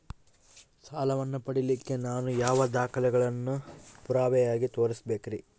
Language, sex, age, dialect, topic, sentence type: Kannada, male, 18-24, Central, banking, statement